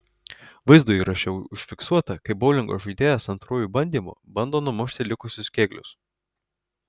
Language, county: Lithuanian, Alytus